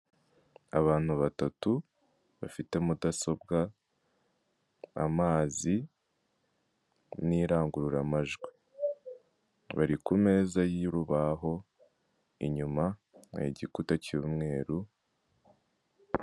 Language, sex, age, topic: Kinyarwanda, male, 18-24, government